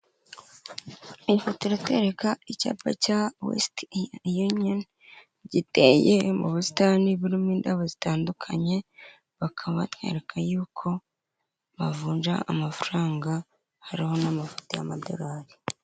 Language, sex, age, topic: Kinyarwanda, female, 25-35, finance